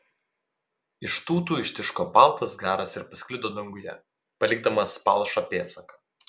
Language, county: Lithuanian, Vilnius